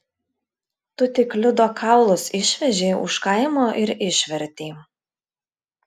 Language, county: Lithuanian, Klaipėda